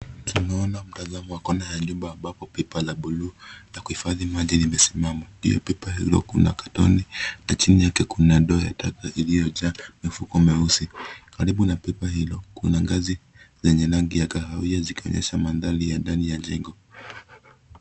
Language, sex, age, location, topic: Swahili, male, 25-35, Nairobi, government